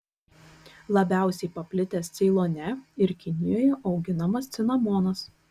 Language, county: Lithuanian, Kaunas